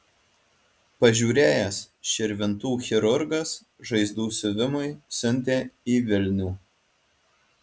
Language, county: Lithuanian, Alytus